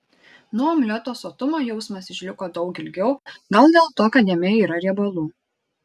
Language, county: Lithuanian, Šiauliai